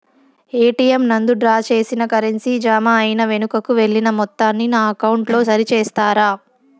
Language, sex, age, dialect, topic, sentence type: Telugu, female, 46-50, Southern, banking, question